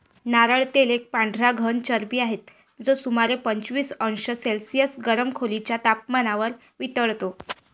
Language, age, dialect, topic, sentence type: Marathi, 25-30, Varhadi, agriculture, statement